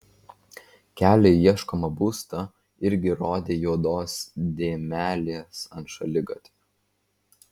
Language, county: Lithuanian, Vilnius